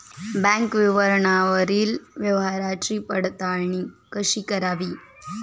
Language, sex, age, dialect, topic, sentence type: Marathi, female, 18-24, Standard Marathi, banking, question